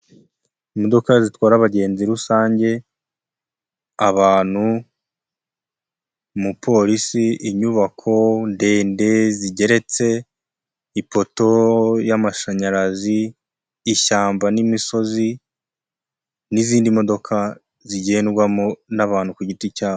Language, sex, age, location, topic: Kinyarwanda, male, 25-35, Huye, government